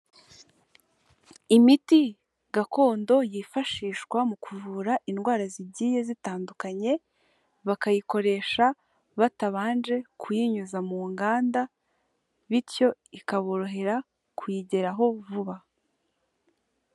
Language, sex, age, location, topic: Kinyarwanda, female, 18-24, Kigali, health